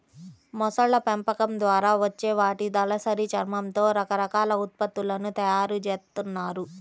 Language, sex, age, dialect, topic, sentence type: Telugu, female, 31-35, Central/Coastal, agriculture, statement